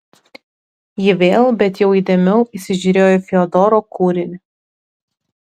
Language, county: Lithuanian, Tauragė